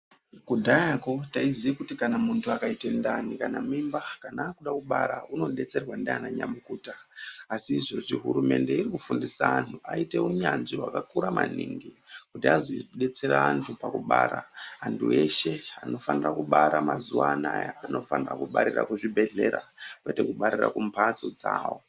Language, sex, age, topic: Ndau, male, 18-24, health